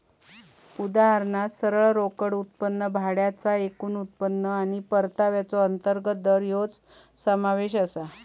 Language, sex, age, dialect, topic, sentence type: Marathi, female, 56-60, Southern Konkan, banking, statement